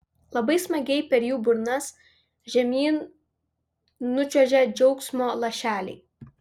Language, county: Lithuanian, Vilnius